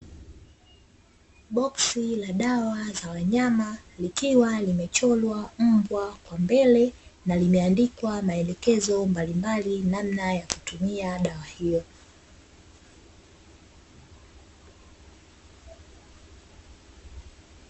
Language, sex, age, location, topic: Swahili, female, 25-35, Dar es Salaam, agriculture